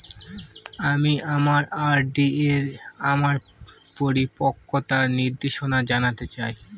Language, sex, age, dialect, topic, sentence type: Bengali, female, 25-30, Northern/Varendri, banking, statement